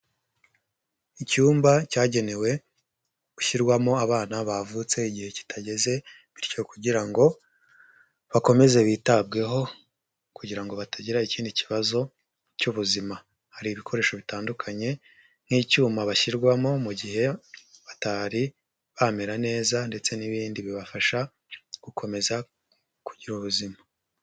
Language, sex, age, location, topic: Kinyarwanda, male, 50+, Nyagatare, health